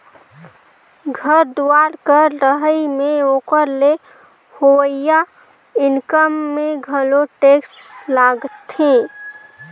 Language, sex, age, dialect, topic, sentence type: Chhattisgarhi, female, 18-24, Northern/Bhandar, banking, statement